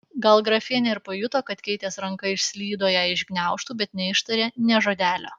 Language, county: Lithuanian, Alytus